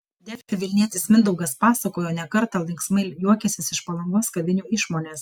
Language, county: Lithuanian, Kaunas